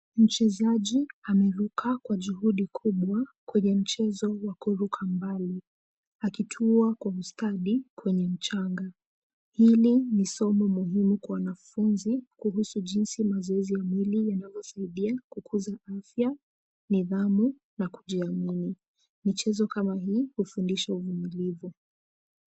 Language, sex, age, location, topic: Swahili, female, 18-24, Kisumu, education